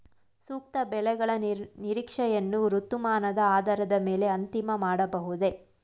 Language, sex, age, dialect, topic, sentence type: Kannada, female, 25-30, Mysore Kannada, agriculture, question